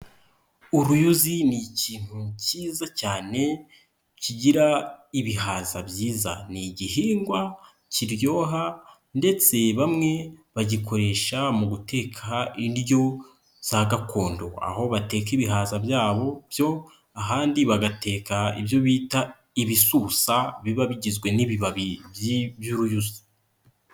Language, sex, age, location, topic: Kinyarwanda, male, 25-35, Nyagatare, agriculture